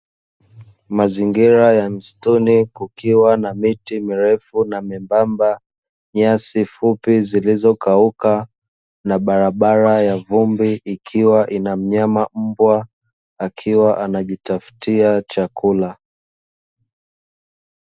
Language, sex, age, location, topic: Swahili, male, 25-35, Dar es Salaam, agriculture